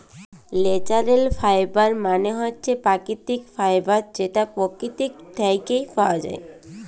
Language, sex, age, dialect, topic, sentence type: Bengali, female, 18-24, Jharkhandi, agriculture, statement